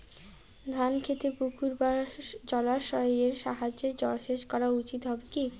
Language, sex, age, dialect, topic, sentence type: Bengali, female, 18-24, Rajbangshi, agriculture, question